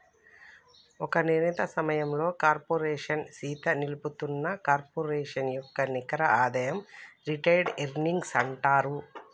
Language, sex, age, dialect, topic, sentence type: Telugu, female, 36-40, Telangana, banking, statement